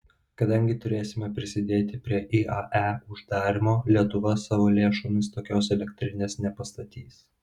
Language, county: Lithuanian, Vilnius